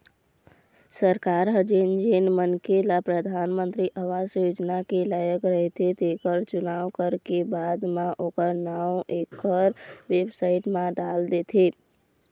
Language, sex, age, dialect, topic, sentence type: Chhattisgarhi, female, 18-24, Eastern, banking, statement